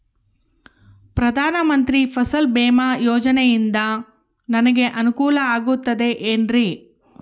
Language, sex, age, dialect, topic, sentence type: Kannada, female, 36-40, Central, agriculture, question